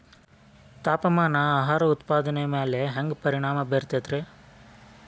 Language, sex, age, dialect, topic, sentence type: Kannada, male, 25-30, Dharwad Kannada, agriculture, question